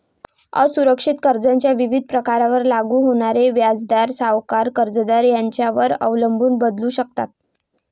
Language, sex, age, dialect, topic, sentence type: Marathi, female, 18-24, Varhadi, banking, statement